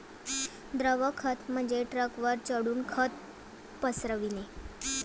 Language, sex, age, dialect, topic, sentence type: Marathi, female, 18-24, Varhadi, agriculture, statement